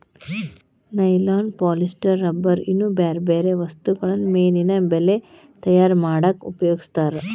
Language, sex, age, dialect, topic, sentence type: Kannada, female, 36-40, Dharwad Kannada, agriculture, statement